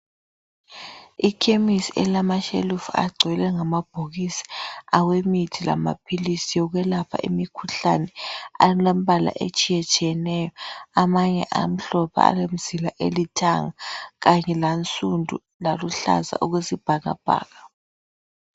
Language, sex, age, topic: North Ndebele, female, 25-35, health